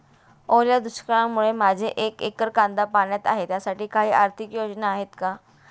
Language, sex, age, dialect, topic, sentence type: Marathi, female, 31-35, Standard Marathi, agriculture, question